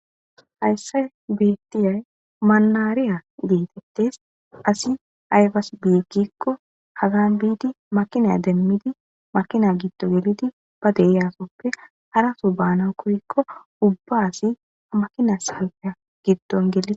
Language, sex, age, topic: Gamo, female, 25-35, government